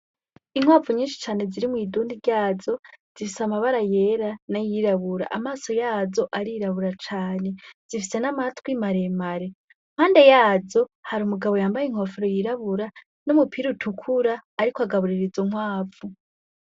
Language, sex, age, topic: Rundi, female, 18-24, agriculture